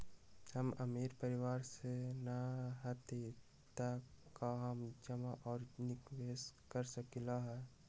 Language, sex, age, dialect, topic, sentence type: Magahi, male, 18-24, Western, banking, question